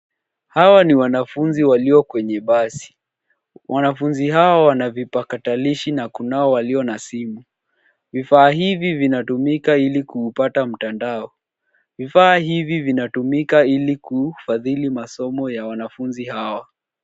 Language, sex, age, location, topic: Swahili, male, 18-24, Nairobi, education